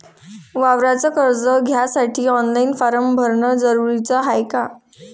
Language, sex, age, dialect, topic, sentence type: Marathi, female, 18-24, Varhadi, banking, question